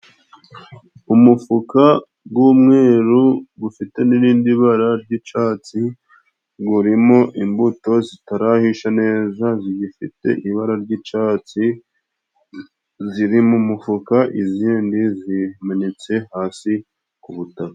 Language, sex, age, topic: Kinyarwanda, male, 25-35, agriculture